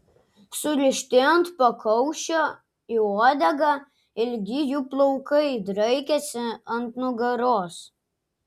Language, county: Lithuanian, Klaipėda